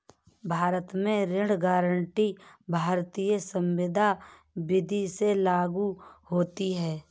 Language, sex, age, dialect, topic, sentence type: Hindi, female, 31-35, Awadhi Bundeli, banking, statement